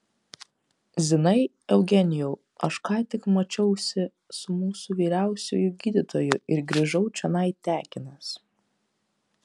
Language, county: Lithuanian, Kaunas